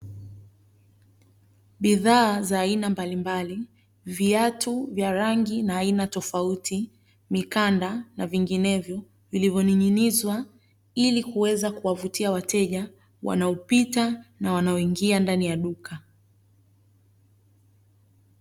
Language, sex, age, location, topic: Swahili, female, 25-35, Dar es Salaam, finance